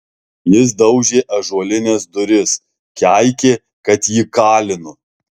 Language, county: Lithuanian, Alytus